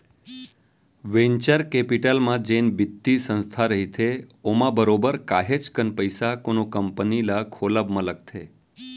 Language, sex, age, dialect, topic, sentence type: Chhattisgarhi, male, 31-35, Central, banking, statement